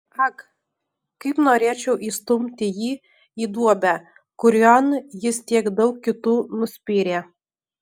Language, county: Lithuanian, Alytus